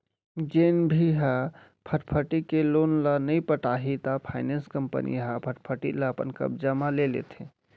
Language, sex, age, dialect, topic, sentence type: Chhattisgarhi, male, 36-40, Central, banking, statement